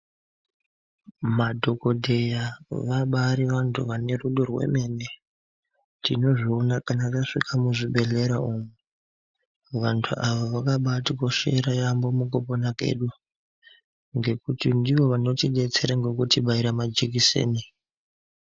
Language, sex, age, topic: Ndau, male, 18-24, health